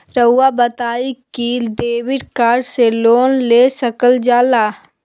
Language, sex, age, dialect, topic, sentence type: Magahi, female, 18-24, Southern, banking, question